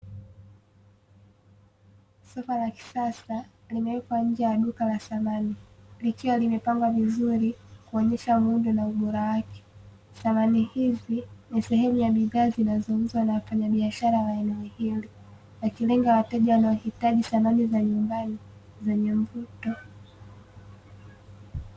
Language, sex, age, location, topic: Swahili, female, 18-24, Dar es Salaam, finance